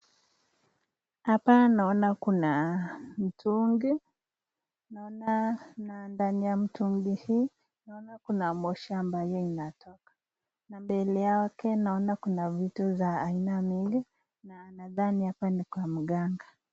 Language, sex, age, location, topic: Swahili, female, 50+, Nakuru, health